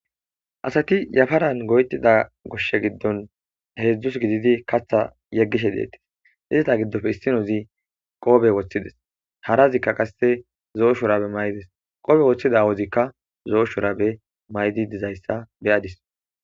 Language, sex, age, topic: Gamo, male, 18-24, agriculture